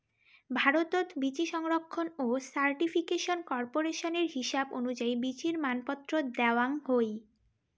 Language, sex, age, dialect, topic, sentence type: Bengali, female, 18-24, Rajbangshi, agriculture, statement